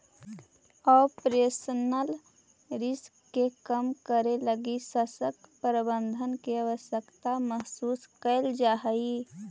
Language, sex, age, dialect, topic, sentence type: Magahi, female, 18-24, Central/Standard, agriculture, statement